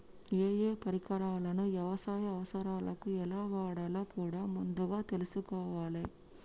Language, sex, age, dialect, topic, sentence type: Telugu, female, 60-100, Telangana, agriculture, statement